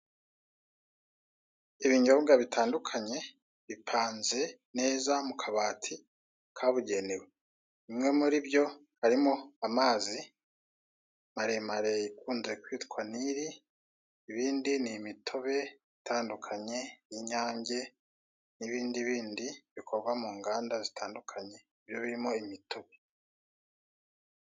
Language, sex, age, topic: Kinyarwanda, male, 36-49, finance